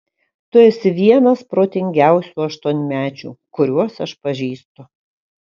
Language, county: Lithuanian, Kaunas